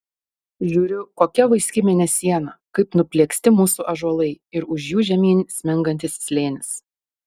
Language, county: Lithuanian, Panevėžys